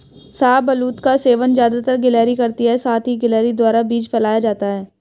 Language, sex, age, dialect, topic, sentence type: Hindi, male, 18-24, Hindustani Malvi Khadi Boli, agriculture, statement